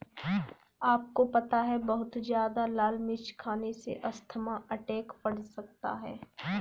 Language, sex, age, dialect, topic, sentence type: Hindi, female, 18-24, Kanauji Braj Bhasha, agriculture, statement